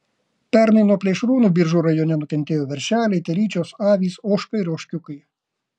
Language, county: Lithuanian, Kaunas